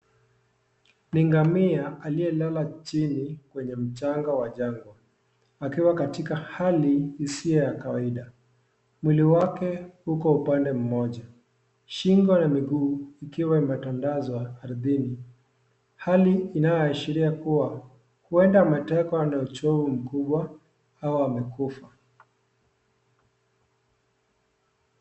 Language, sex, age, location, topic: Swahili, male, 18-24, Kisii, health